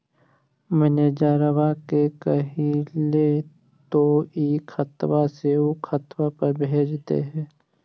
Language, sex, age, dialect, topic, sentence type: Magahi, male, 18-24, Central/Standard, banking, question